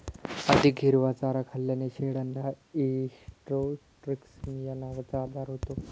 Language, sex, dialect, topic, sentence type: Marathi, male, Standard Marathi, agriculture, statement